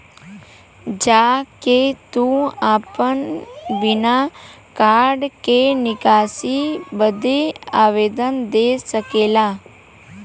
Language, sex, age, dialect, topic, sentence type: Bhojpuri, female, 18-24, Western, banking, statement